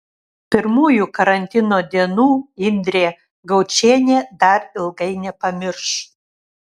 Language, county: Lithuanian, Šiauliai